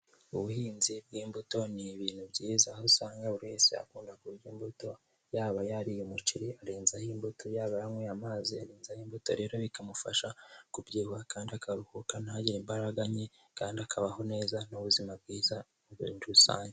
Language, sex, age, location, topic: Kinyarwanda, male, 18-24, Huye, agriculture